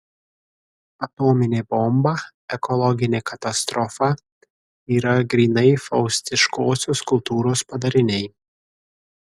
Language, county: Lithuanian, Kaunas